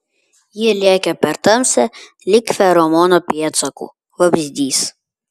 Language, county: Lithuanian, Vilnius